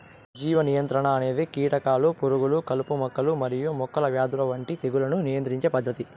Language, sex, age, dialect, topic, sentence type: Telugu, male, 18-24, Southern, agriculture, statement